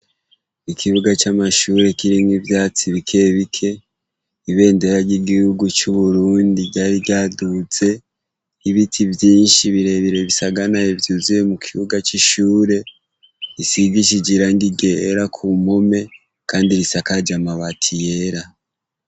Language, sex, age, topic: Rundi, male, 18-24, education